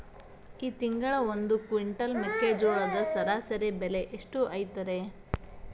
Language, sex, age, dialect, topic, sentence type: Kannada, female, 31-35, Dharwad Kannada, agriculture, question